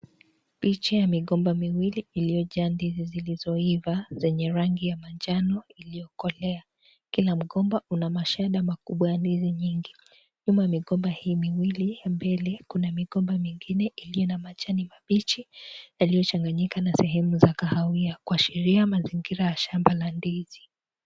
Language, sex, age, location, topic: Swahili, female, 18-24, Kisii, agriculture